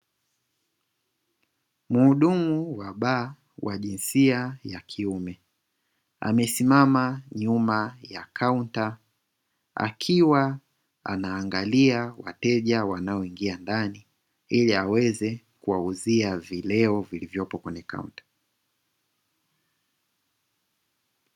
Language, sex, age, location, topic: Swahili, male, 18-24, Dar es Salaam, finance